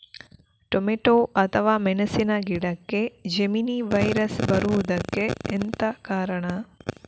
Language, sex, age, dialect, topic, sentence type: Kannada, female, 18-24, Coastal/Dakshin, agriculture, question